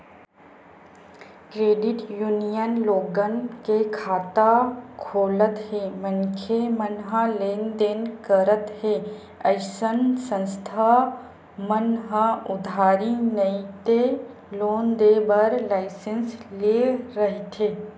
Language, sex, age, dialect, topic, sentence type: Chhattisgarhi, female, 25-30, Western/Budati/Khatahi, banking, statement